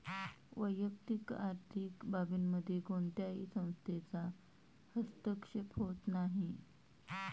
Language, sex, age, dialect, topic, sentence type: Marathi, female, 31-35, Standard Marathi, banking, statement